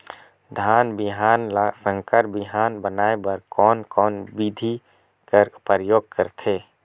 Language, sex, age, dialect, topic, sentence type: Chhattisgarhi, male, 18-24, Northern/Bhandar, agriculture, question